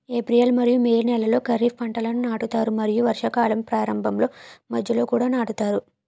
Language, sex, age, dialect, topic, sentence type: Telugu, female, 18-24, Utterandhra, agriculture, statement